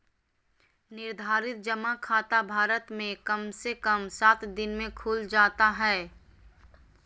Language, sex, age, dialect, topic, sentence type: Magahi, female, 31-35, Southern, banking, statement